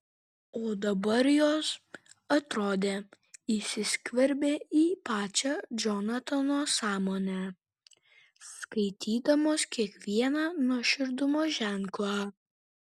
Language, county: Lithuanian, Kaunas